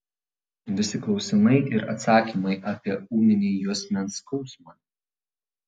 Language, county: Lithuanian, Vilnius